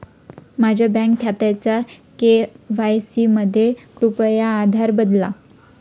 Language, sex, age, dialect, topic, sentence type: Marathi, female, 25-30, Standard Marathi, banking, statement